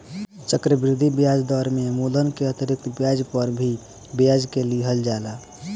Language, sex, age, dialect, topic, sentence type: Bhojpuri, male, 18-24, Southern / Standard, banking, statement